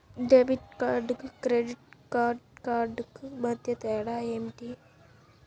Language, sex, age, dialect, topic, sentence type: Telugu, male, 18-24, Central/Coastal, banking, question